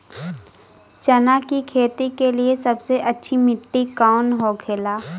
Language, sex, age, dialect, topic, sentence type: Bhojpuri, female, 18-24, Western, agriculture, question